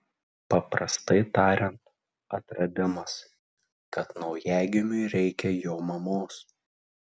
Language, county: Lithuanian, Tauragė